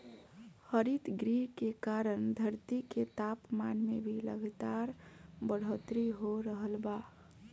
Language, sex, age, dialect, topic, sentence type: Bhojpuri, female, 25-30, Northern, agriculture, statement